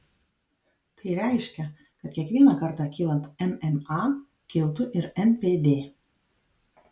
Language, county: Lithuanian, Vilnius